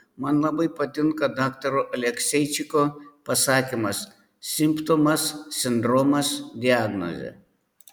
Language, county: Lithuanian, Panevėžys